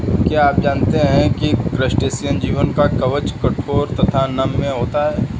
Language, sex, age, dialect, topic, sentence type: Hindi, male, 18-24, Hindustani Malvi Khadi Boli, agriculture, statement